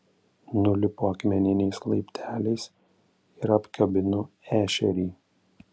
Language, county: Lithuanian, Panevėžys